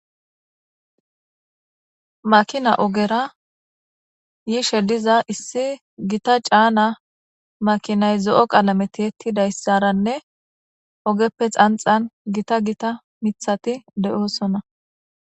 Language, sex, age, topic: Gamo, female, 18-24, government